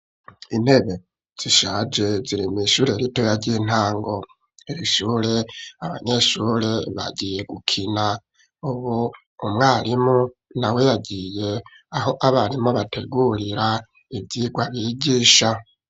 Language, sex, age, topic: Rundi, male, 25-35, education